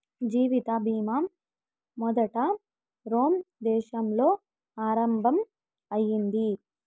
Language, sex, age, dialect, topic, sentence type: Telugu, female, 18-24, Southern, banking, statement